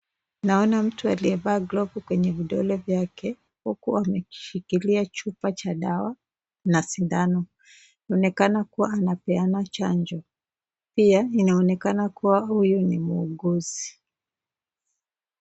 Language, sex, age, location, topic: Swahili, female, 25-35, Nakuru, health